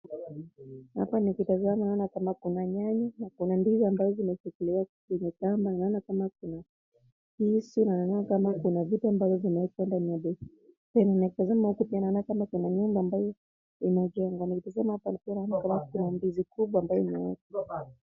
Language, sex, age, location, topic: Swahili, female, 25-35, Kisumu, finance